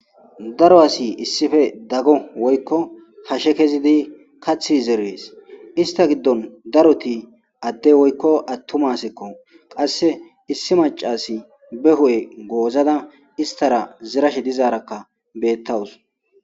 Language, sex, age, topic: Gamo, male, 25-35, agriculture